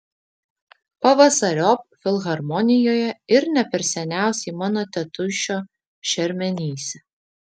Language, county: Lithuanian, Vilnius